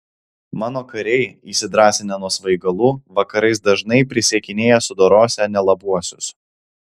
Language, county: Lithuanian, Alytus